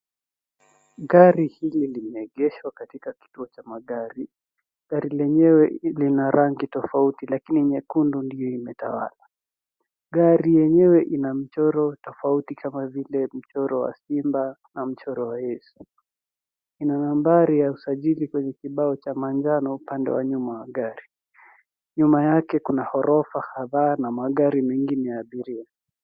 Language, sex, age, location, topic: Swahili, male, 18-24, Nairobi, government